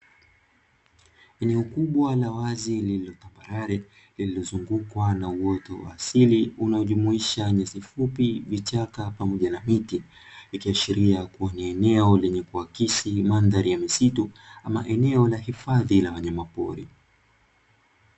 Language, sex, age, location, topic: Swahili, male, 25-35, Dar es Salaam, agriculture